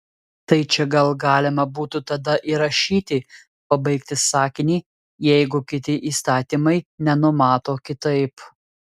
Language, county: Lithuanian, Telšiai